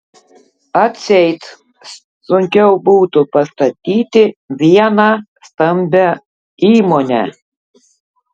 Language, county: Lithuanian, Tauragė